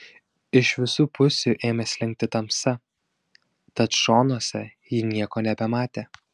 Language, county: Lithuanian, Šiauliai